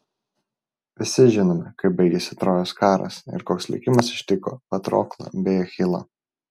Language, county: Lithuanian, Vilnius